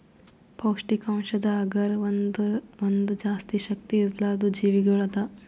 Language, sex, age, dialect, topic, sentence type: Kannada, female, 18-24, Northeastern, agriculture, statement